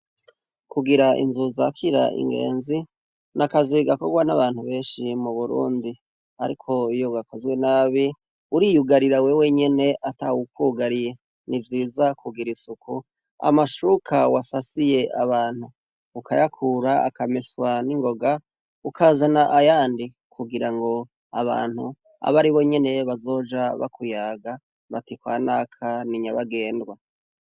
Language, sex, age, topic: Rundi, male, 36-49, education